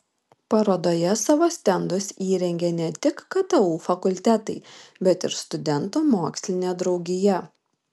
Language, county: Lithuanian, Vilnius